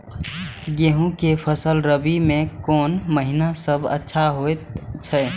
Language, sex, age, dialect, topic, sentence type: Maithili, male, 18-24, Eastern / Thethi, agriculture, question